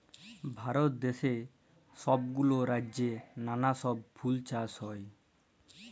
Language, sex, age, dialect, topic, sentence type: Bengali, male, 18-24, Jharkhandi, agriculture, statement